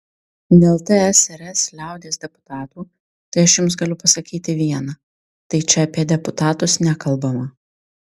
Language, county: Lithuanian, Tauragė